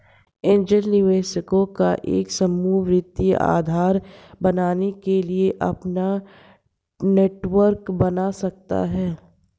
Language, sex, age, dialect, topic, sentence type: Hindi, female, 51-55, Hindustani Malvi Khadi Boli, banking, statement